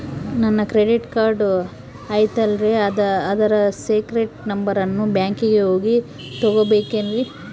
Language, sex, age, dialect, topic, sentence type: Kannada, female, 41-45, Central, banking, question